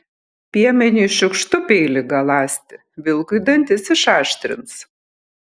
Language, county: Lithuanian, Kaunas